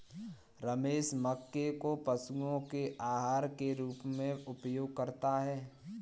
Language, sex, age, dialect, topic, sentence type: Hindi, female, 18-24, Kanauji Braj Bhasha, agriculture, statement